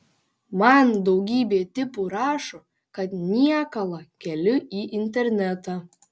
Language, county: Lithuanian, Panevėžys